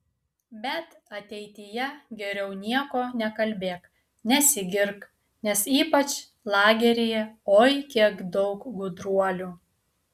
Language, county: Lithuanian, Utena